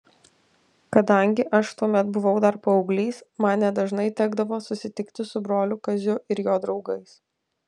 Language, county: Lithuanian, Alytus